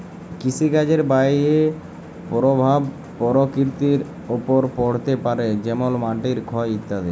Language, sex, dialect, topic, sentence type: Bengali, male, Jharkhandi, agriculture, statement